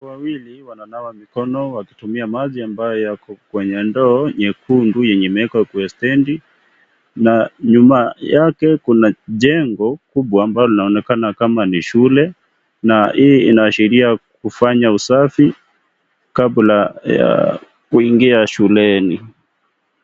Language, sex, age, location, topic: Swahili, male, 25-35, Kisii, health